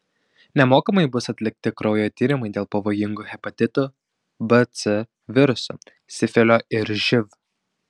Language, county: Lithuanian, Šiauliai